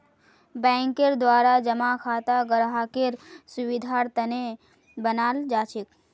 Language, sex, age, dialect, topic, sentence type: Magahi, female, 25-30, Northeastern/Surjapuri, banking, statement